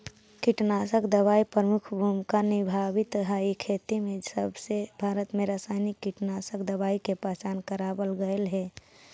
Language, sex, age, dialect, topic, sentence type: Magahi, male, 60-100, Central/Standard, agriculture, statement